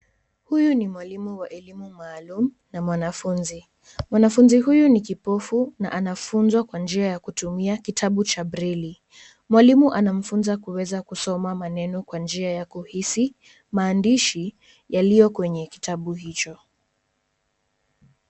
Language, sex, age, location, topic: Swahili, female, 18-24, Nairobi, education